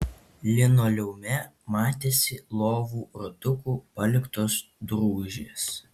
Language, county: Lithuanian, Kaunas